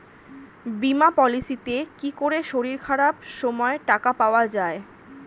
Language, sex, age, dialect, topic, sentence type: Bengali, female, 25-30, Standard Colloquial, banking, question